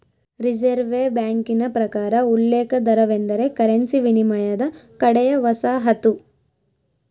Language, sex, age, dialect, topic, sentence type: Kannada, female, 25-30, Central, banking, statement